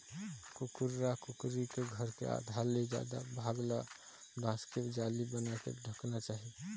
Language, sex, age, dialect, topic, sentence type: Chhattisgarhi, male, 25-30, Eastern, agriculture, statement